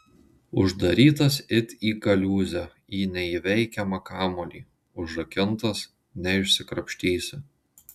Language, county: Lithuanian, Marijampolė